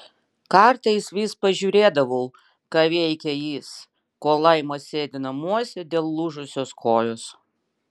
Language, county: Lithuanian, Vilnius